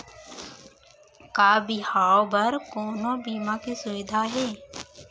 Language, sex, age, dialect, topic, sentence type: Chhattisgarhi, female, 25-30, Central, banking, question